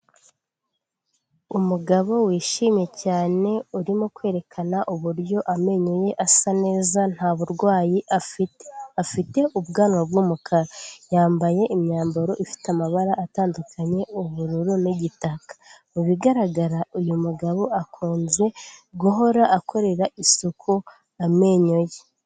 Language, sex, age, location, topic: Kinyarwanda, female, 18-24, Kigali, health